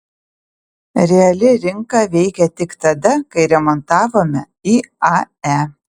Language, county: Lithuanian, Utena